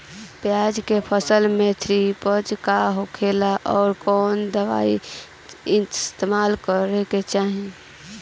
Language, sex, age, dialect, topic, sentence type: Bhojpuri, female, <18, Northern, agriculture, question